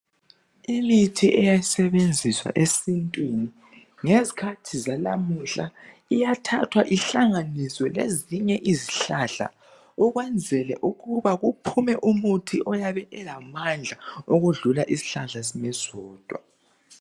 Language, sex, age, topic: North Ndebele, male, 18-24, health